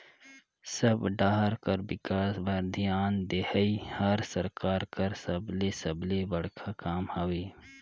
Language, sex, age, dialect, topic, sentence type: Chhattisgarhi, male, 18-24, Northern/Bhandar, banking, statement